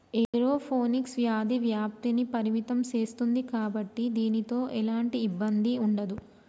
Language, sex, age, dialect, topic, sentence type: Telugu, female, 25-30, Telangana, agriculture, statement